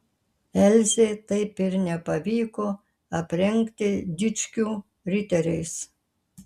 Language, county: Lithuanian, Kaunas